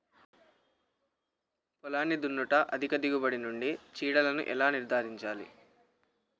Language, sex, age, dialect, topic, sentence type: Telugu, male, 18-24, Telangana, agriculture, question